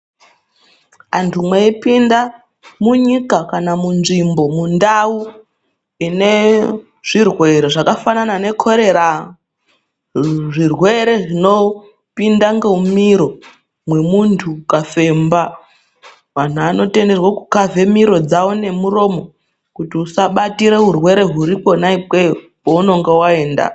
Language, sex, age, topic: Ndau, female, 36-49, health